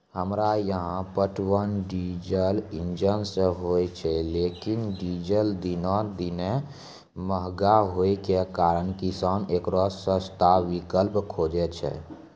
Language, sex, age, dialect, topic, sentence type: Maithili, male, 18-24, Angika, agriculture, question